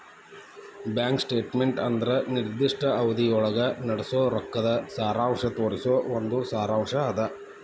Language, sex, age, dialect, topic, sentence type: Kannada, male, 56-60, Dharwad Kannada, banking, statement